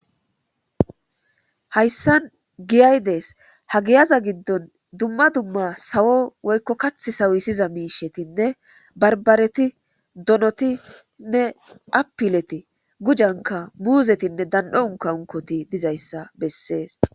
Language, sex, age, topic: Gamo, female, 25-35, government